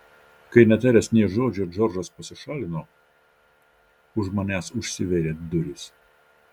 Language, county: Lithuanian, Vilnius